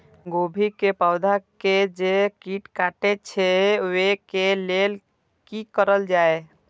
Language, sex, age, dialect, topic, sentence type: Maithili, male, 25-30, Eastern / Thethi, agriculture, question